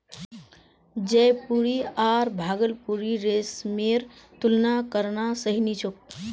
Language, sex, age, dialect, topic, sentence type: Magahi, female, 18-24, Northeastern/Surjapuri, agriculture, statement